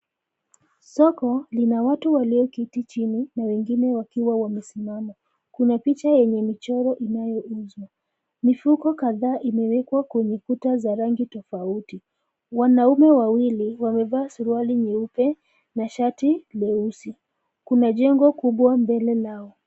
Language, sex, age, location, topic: Swahili, female, 25-35, Nairobi, finance